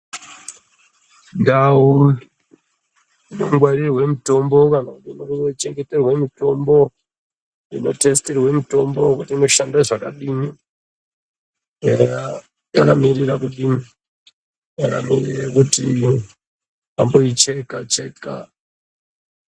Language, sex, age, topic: Ndau, male, 36-49, health